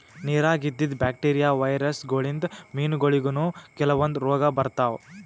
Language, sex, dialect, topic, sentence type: Kannada, male, Northeastern, agriculture, statement